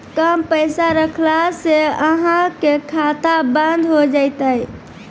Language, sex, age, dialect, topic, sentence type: Maithili, female, 18-24, Angika, banking, question